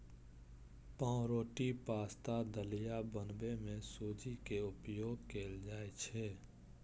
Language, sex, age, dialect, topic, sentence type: Maithili, male, 18-24, Eastern / Thethi, agriculture, statement